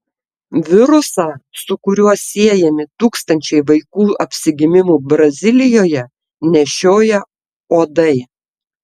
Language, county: Lithuanian, Tauragė